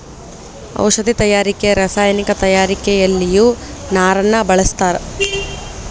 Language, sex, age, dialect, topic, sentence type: Kannada, female, 25-30, Dharwad Kannada, agriculture, statement